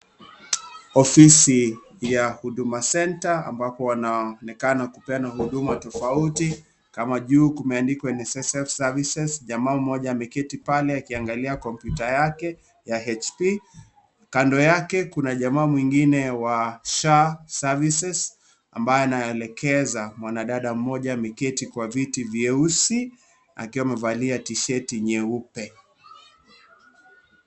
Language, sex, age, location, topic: Swahili, male, 25-35, Kisii, government